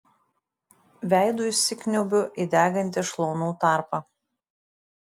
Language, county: Lithuanian, Šiauliai